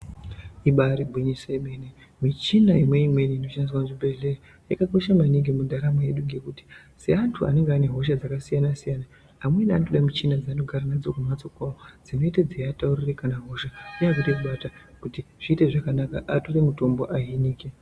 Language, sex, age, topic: Ndau, female, 18-24, health